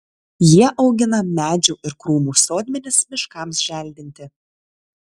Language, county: Lithuanian, Tauragė